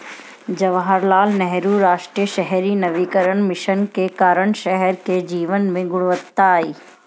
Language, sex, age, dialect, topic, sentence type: Hindi, female, 31-35, Marwari Dhudhari, banking, statement